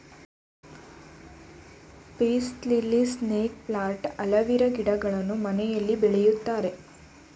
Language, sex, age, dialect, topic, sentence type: Kannada, female, 18-24, Mysore Kannada, agriculture, statement